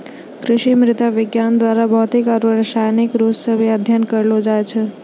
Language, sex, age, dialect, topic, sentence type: Maithili, female, 60-100, Angika, agriculture, statement